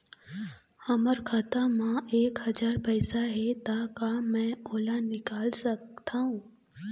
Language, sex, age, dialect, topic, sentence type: Chhattisgarhi, female, 18-24, Eastern, banking, question